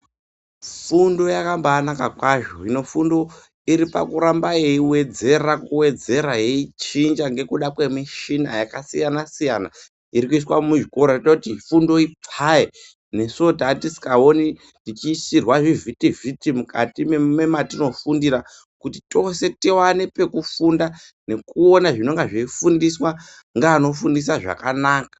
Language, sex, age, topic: Ndau, male, 18-24, education